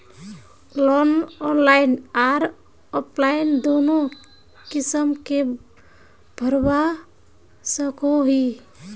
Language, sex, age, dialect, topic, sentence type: Magahi, female, 18-24, Northeastern/Surjapuri, banking, question